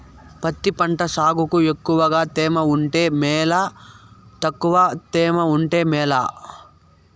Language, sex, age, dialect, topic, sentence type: Telugu, male, 18-24, Southern, agriculture, question